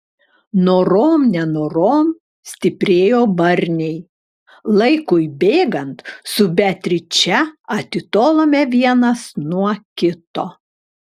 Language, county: Lithuanian, Klaipėda